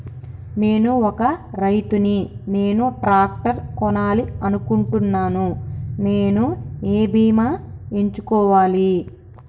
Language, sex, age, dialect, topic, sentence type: Telugu, female, 25-30, Telangana, agriculture, question